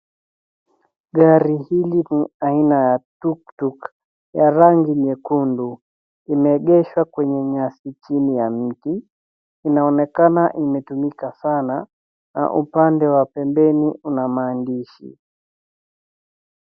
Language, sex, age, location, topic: Swahili, female, 18-24, Nairobi, finance